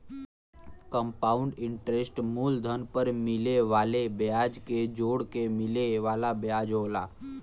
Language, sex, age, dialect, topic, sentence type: Bhojpuri, male, 18-24, Western, banking, statement